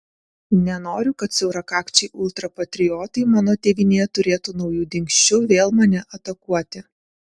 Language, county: Lithuanian, Vilnius